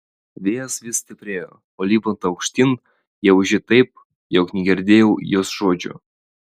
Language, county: Lithuanian, Vilnius